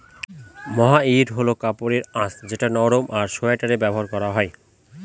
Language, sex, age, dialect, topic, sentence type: Bengali, male, 25-30, Northern/Varendri, agriculture, statement